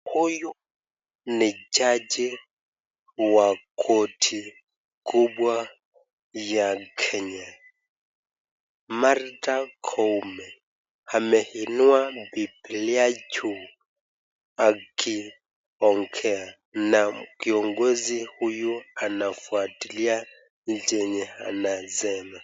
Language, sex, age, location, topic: Swahili, male, 36-49, Nakuru, government